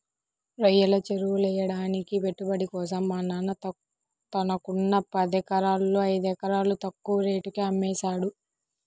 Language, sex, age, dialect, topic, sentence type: Telugu, female, 18-24, Central/Coastal, agriculture, statement